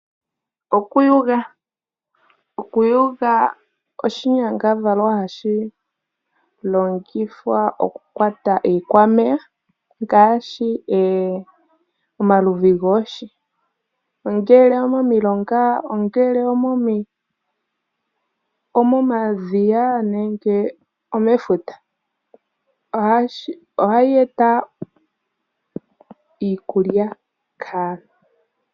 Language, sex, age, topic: Oshiwambo, female, 18-24, agriculture